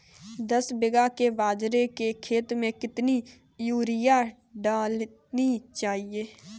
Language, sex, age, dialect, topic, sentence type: Hindi, female, 18-24, Kanauji Braj Bhasha, agriculture, question